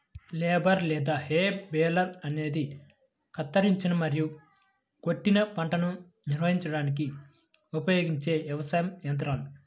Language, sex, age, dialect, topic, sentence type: Telugu, female, 25-30, Central/Coastal, agriculture, statement